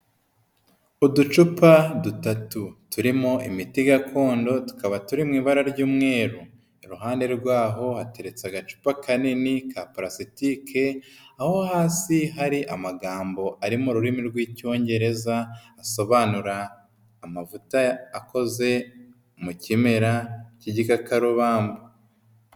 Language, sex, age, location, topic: Kinyarwanda, female, 18-24, Huye, health